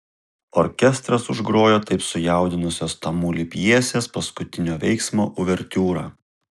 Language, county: Lithuanian, Kaunas